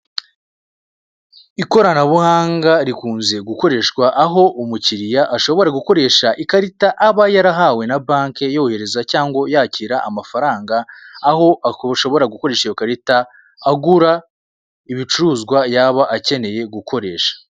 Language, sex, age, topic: Kinyarwanda, male, 18-24, finance